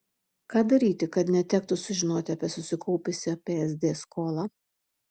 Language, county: Lithuanian, Šiauliai